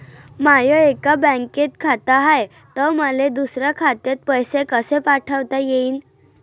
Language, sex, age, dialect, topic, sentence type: Marathi, female, 25-30, Varhadi, banking, question